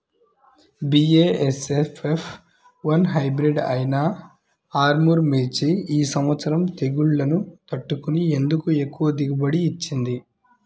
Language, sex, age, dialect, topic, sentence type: Telugu, male, 25-30, Central/Coastal, agriculture, question